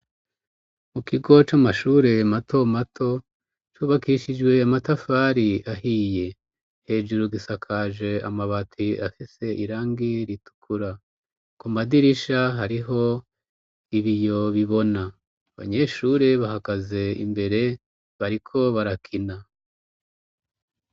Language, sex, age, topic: Rundi, female, 36-49, education